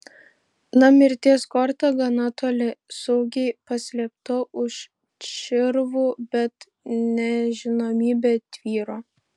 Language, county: Lithuanian, Šiauliai